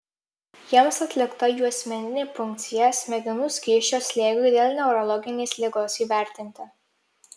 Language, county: Lithuanian, Marijampolė